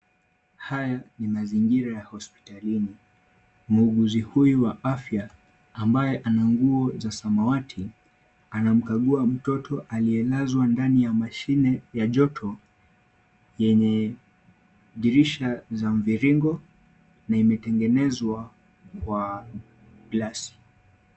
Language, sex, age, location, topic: Swahili, male, 18-24, Kisumu, health